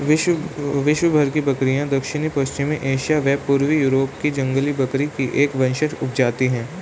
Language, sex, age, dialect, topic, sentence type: Hindi, male, 18-24, Hindustani Malvi Khadi Boli, agriculture, statement